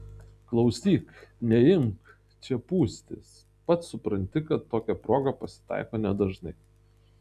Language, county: Lithuanian, Tauragė